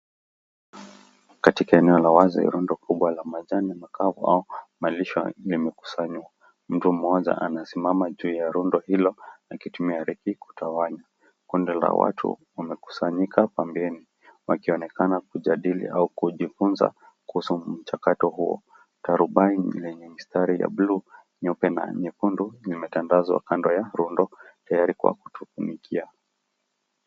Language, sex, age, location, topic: Swahili, male, 18-24, Nakuru, agriculture